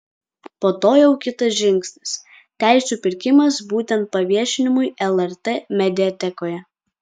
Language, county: Lithuanian, Kaunas